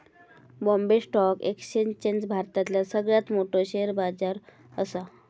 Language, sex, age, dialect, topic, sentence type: Marathi, female, 31-35, Southern Konkan, banking, statement